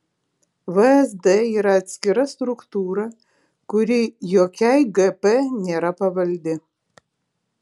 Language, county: Lithuanian, Alytus